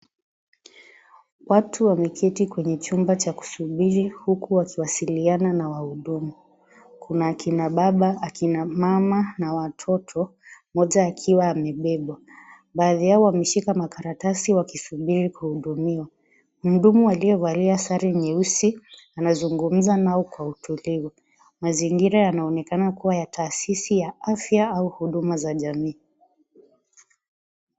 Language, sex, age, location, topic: Swahili, female, 18-24, Kisii, government